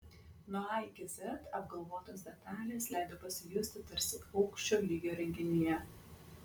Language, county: Lithuanian, Klaipėda